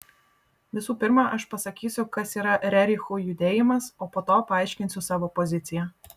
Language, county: Lithuanian, Vilnius